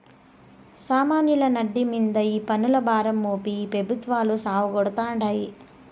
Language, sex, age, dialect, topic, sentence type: Telugu, male, 31-35, Southern, banking, statement